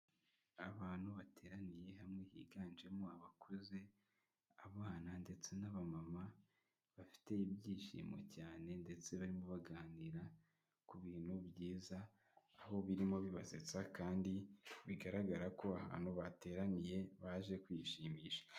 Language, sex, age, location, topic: Kinyarwanda, male, 25-35, Kigali, health